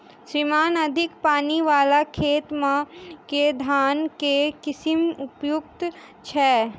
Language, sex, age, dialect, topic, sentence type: Maithili, female, 18-24, Southern/Standard, agriculture, question